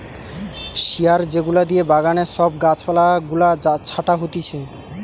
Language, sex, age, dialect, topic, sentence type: Bengali, male, 18-24, Western, agriculture, statement